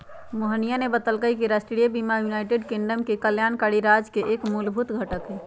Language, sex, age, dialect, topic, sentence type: Magahi, female, 31-35, Western, banking, statement